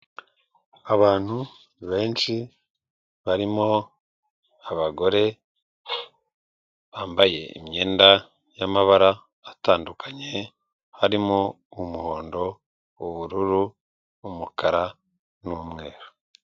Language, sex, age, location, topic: Kinyarwanda, male, 36-49, Kigali, health